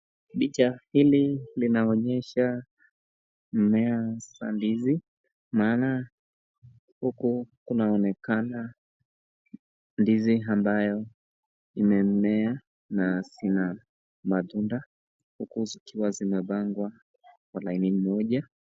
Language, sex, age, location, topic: Swahili, male, 25-35, Nakuru, agriculture